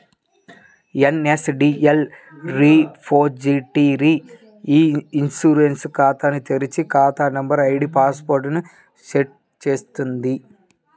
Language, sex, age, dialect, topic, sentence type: Telugu, male, 18-24, Central/Coastal, banking, statement